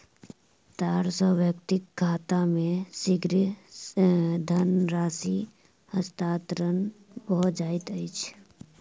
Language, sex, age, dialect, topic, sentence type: Maithili, male, 36-40, Southern/Standard, banking, statement